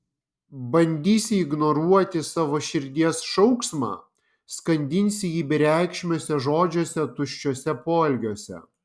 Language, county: Lithuanian, Vilnius